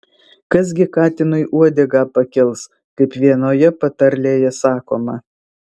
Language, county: Lithuanian, Vilnius